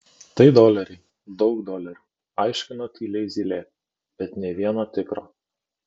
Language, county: Lithuanian, Kaunas